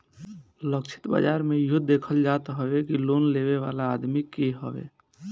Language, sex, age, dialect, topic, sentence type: Bhojpuri, male, 18-24, Northern, banking, statement